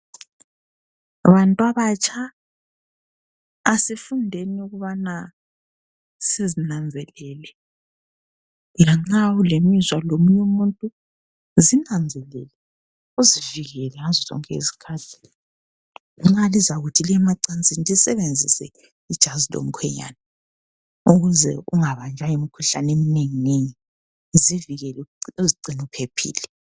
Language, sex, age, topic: North Ndebele, female, 25-35, health